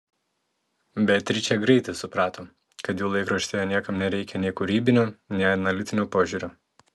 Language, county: Lithuanian, Telšiai